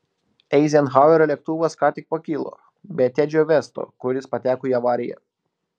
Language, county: Lithuanian, Klaipėda